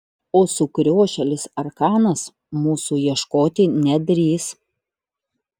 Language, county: Lithuanian, Utena